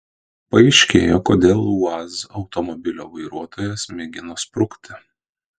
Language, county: Lithuanian, Kaunas